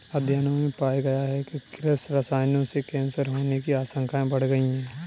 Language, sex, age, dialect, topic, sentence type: Hindi, male, 31-35, Kanauji Braj Bhasha, agriculture, statement